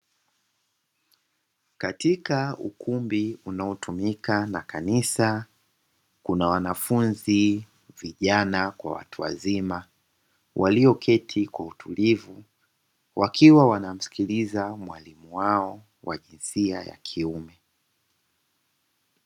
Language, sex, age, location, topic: Swahili, female, 25-35, Dar es Salaam, education